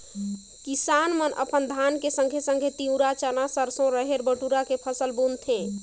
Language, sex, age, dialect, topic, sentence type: Chhattisgarhi, female, 31-35, Northern/Bhandar, agriculture, statement